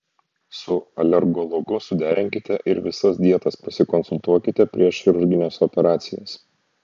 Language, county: Lithuanian, Šiauliai